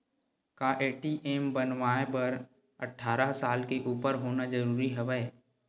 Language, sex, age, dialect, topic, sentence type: Chhattisgarhi, male, 18-24, Western/Budati/Khatahi, banking, question